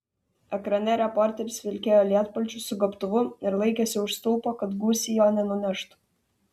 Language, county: Lithuanian, Vilnius